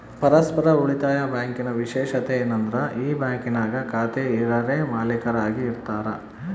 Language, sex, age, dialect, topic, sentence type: Kannada, male, 25-30, Central, banking, statement